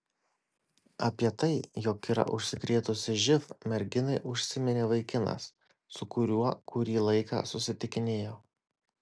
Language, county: Lithuanian, Kaunas